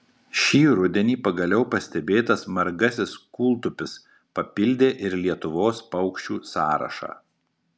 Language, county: Lithuanian, Marijampolė